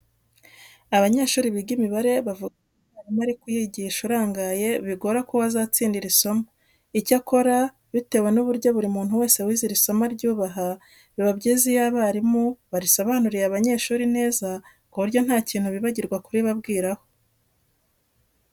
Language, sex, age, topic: Kinyarwanda, female, 36-49, education